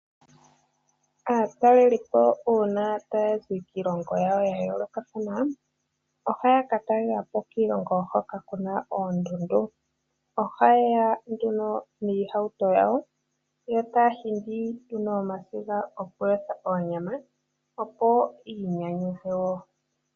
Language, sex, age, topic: Oshiwambo, male, 18-24, agriculture